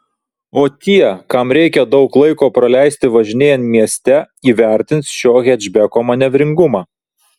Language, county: Lithuanian, Vilnius